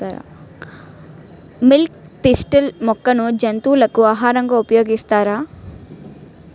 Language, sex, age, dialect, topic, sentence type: Telugu, female, 18-24, Utterandhra, agriculture, question